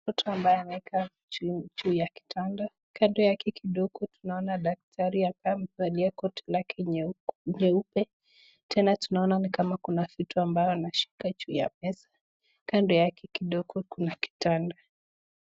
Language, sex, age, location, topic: Swahili, female, 25-35, Nakuru, health